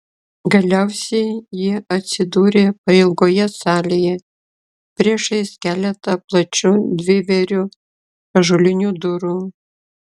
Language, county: Lithuanian, Klaipėda